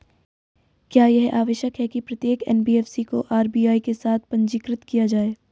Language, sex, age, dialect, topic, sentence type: Hindi, female, 18-24, Hindustani Malvi Khadi Boli, banking, question